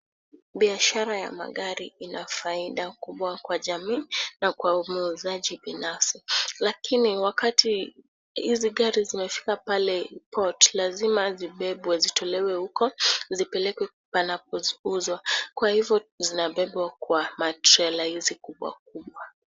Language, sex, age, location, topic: Swahili, female, 18-24, Kisumu, finance